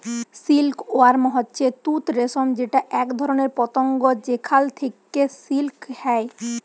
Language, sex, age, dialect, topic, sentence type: Bengali, female, 18-24, Jharkhandi, agriculture, statement